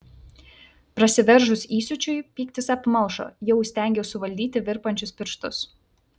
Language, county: Lithuanian, Vilnius